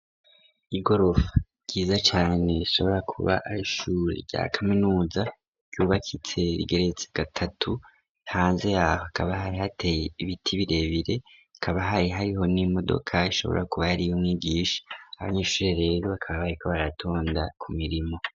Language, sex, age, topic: Rundi, male, 18-24, education